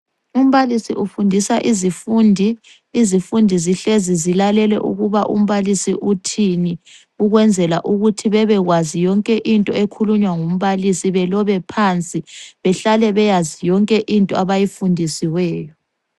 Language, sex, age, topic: North Ndebele, female, 25-35, health